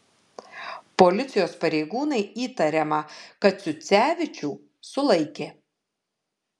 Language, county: Lithuanian, Kaunas